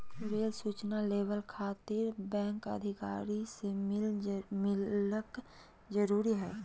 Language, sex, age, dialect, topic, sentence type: Magahi, female, 31-35, Southern, banking, question